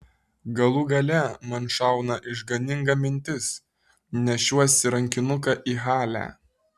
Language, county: Lithuanian, Vilnius